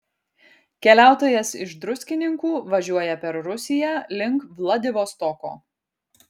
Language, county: Lithuanian, Kaunas